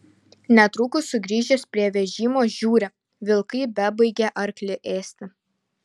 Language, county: Lithuanian, Panevėžys